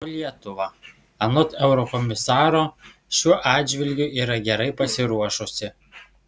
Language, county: Lithuanian, Šiauliai